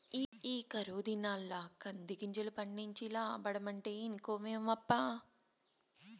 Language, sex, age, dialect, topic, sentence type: Telugu, female, 31-35, Southern, agriculture, statement